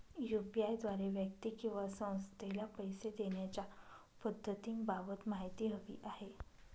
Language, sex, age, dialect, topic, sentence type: Marathi, female, 31-35, Northern Konkan, banking, question